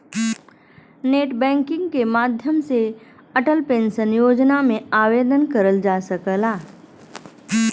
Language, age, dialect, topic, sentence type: Bhojpuri, 31-35, Western, banking, statement